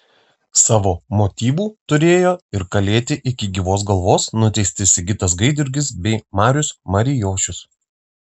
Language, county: Lithuanian, Vilnius